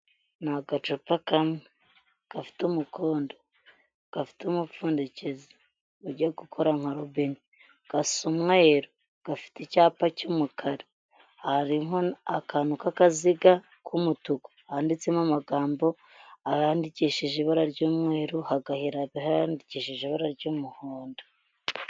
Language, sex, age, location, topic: Kinyarwanda, female, 25-35, Huye, health